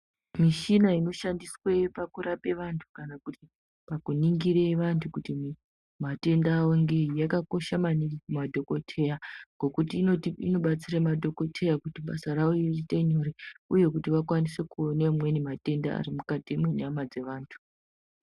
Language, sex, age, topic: Ndau, female, 18-24, health